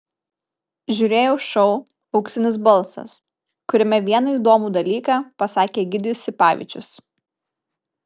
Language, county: Lithuanian, Kaunas